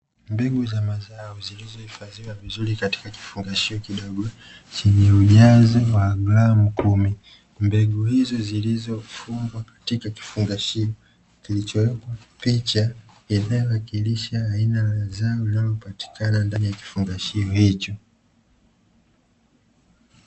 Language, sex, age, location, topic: Swahili, male, 25-35, Dar es Salaam, agriculture